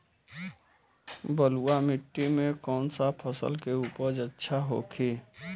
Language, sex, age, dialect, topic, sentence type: Bhojpuri, male, 31-35, Western, agriculture, question